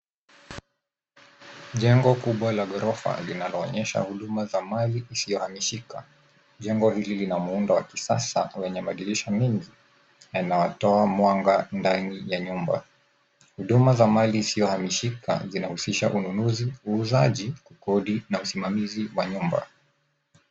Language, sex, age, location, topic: Swahili, male, 18-24, Nairobi, finance